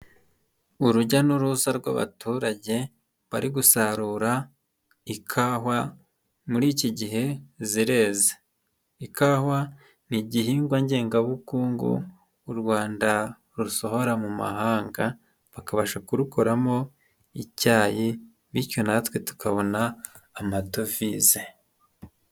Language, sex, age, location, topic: Kinyarwanda, male, 25-35, Nyagatare, agriculture